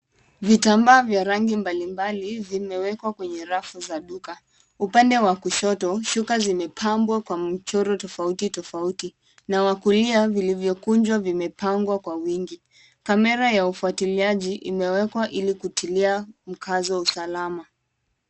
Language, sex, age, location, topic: Swahili, female, 18-24, Kisumu, finance